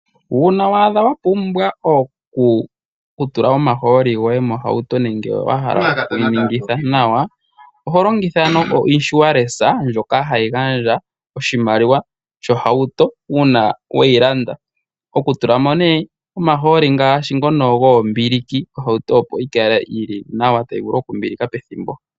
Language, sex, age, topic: Oshiwambo, male, 18-24, finance